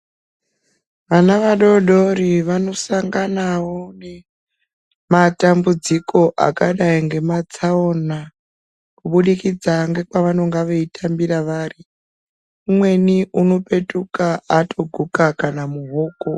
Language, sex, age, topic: Ndau, female, 36-49, health